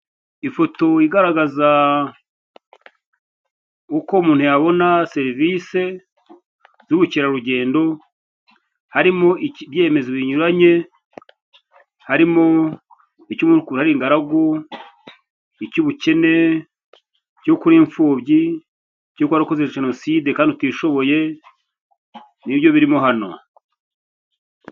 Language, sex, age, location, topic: Kinyarwanda, male, 50+, Kigali, finance